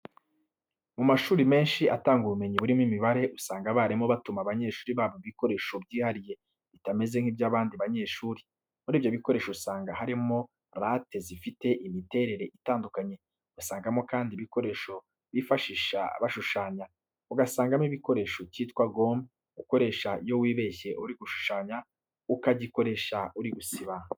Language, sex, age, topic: Kinyarwanda, male, 25-35, education